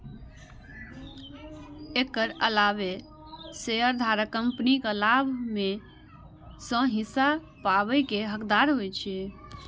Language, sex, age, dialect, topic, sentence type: Maithili, female, 46-50, Eastern / Thethi, banking, statement